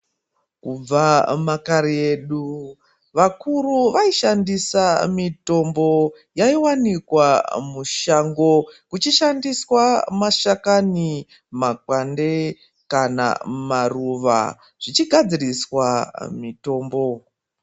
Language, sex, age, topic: Ndau, female, 25-35, health